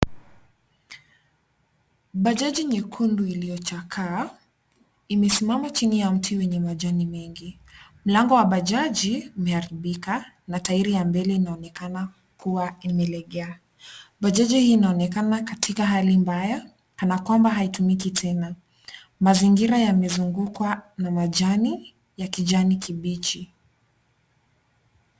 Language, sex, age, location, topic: Swahili, female, 25-35, Nairobi, finance